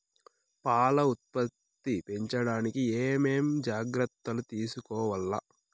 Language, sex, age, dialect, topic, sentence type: Telugu, male, 18-24, Southern, agriculture, question